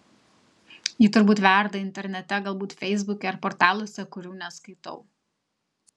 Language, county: Lithuanian, Telšiai